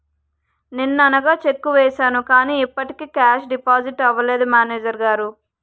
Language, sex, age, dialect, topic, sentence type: Telugu, female, 18-24, Utterandhra, banking, statement